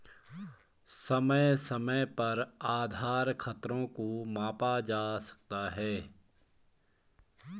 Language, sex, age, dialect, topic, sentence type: Hindi, male, 46-50, Garhwali, banking, statement